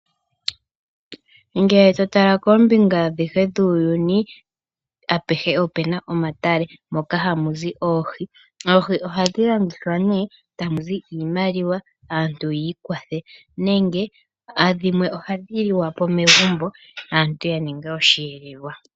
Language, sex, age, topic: Oshiwambo, female, 25-35, agriculture